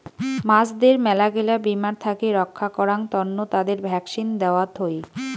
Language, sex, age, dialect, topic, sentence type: Bengali, female, 25-30, Rajbangshi, agriculture, statement